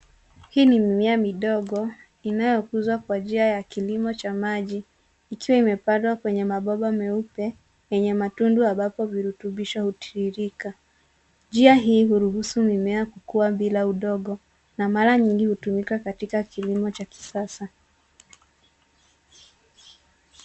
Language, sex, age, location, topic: Swahili, female, 18-24, Nairobi, agriculture